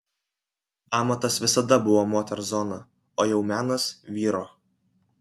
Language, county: Lithuanian, Kaunas